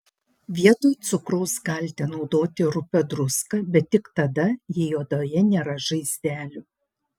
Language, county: Lithuanian, Panevėžys